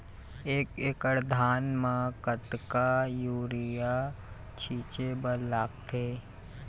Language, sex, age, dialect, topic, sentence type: Chhattisgarhi, male, 51-55, Eastern, agriculture, question